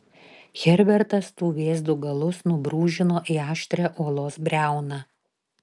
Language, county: Lithuanian, Telšiai